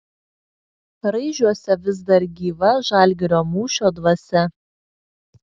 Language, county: Lithuanian, Šiauliai